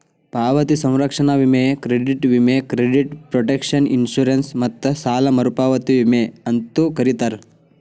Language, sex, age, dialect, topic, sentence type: Kannada, male, 18-24, Dharwad Kannada, banking, statement